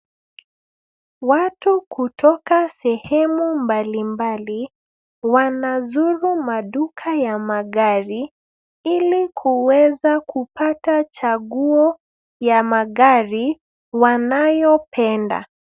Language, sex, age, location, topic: Swahili, female, 25-35, Nairobi, finance